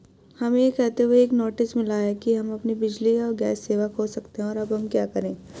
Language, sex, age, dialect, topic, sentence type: Hindi, female, 18-24, Hindustani Malvi Khadi Boli, banking, question